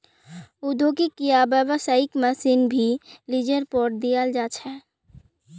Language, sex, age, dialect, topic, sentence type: Magahi, female, 18-24, Northeastern/Surjapuri, banking, statement